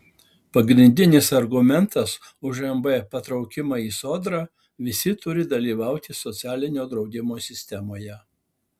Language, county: Lithuanian, Alytus